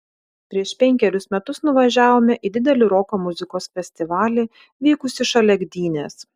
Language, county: Lithuanian, Vilnius